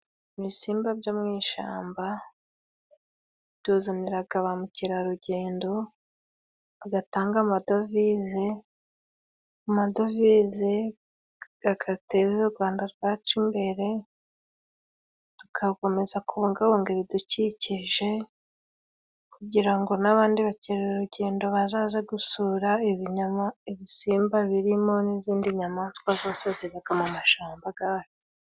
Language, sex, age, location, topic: Kinyarwanda, female, 25-35, Musanze, agriculture